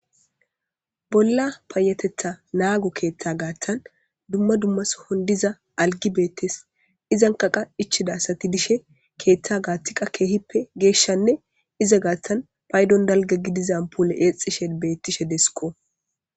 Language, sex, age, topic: Gamo, male, 18-24, government